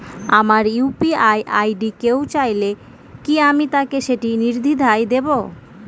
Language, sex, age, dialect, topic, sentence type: Bengali, female, 18-24, Northern/Varendri, banking, question